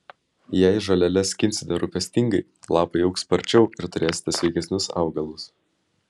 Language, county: Lithuanian, Vilnius